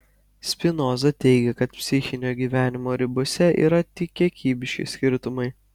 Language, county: Lithuanian, Kaunas